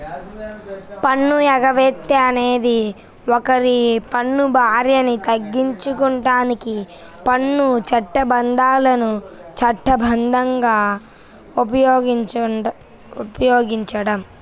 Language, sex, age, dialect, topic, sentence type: Telugu, female, 18-24, Central/Coastal, banking, statement